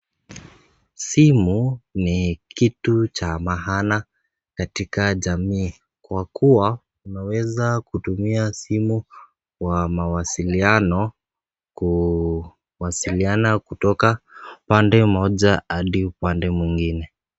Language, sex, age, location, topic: Swahili, male, 18-24, Nakuru, finance